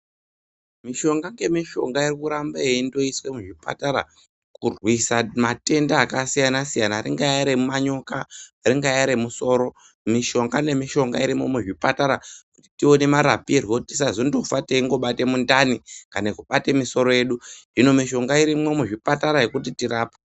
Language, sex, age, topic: Ndau, male, 18-24, health